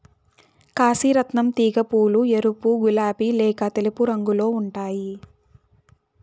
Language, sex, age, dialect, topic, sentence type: Telugu, female, 18-24, Southern, agriculture, statement